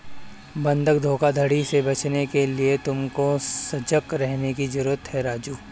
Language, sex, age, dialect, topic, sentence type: Hindi, male, 25-30, Kanauji Braj Bhasha, banking, statement